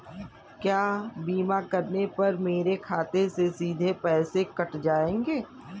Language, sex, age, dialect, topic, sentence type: Hindi, male, 41-45, Kanauji Braj Bhasha, banking, question